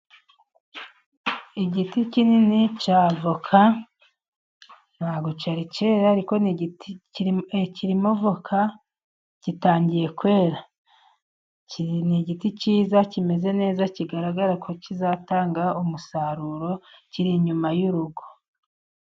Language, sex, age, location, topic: Kinyarwanda, male, 50+, Musanze, agriculture